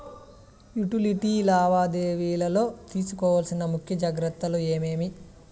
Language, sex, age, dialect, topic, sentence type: Telugu, male, 18-24, Southern, banking, question